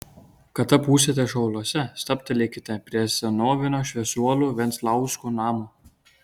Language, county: Lithuanian, Kaunas